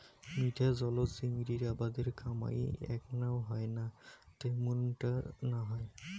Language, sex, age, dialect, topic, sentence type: Bengali, male, 25-30, Rajbangshi, agriculture, statement